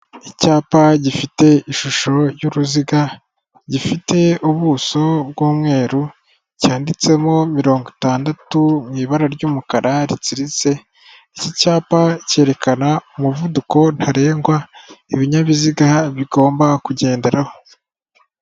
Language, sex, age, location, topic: Kinyarwanda, female, 18-24, Kigali, government